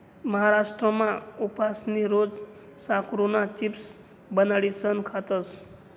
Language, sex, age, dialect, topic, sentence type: Marathi, male, 25-30, Northern Konkan, agriculture, statement